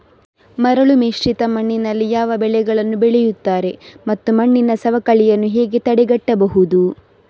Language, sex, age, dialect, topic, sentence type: Kannada, female, 31-35, Coastal/Dakshin, agriculture, question